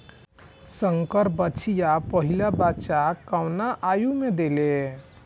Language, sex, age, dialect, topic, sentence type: Bhojpuri, male, 18-24, Northern, agriculture, question